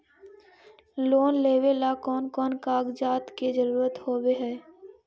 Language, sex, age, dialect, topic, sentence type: Magahi, female, 18-24, Central/Standard, banking, question